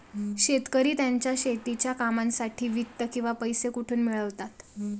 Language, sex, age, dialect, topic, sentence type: Marathi, female, 18-24, Standard Marathi, agriculture, question